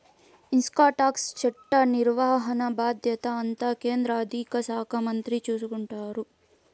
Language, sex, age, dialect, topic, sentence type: Telugu, female, 18-24, Southern, banking, statement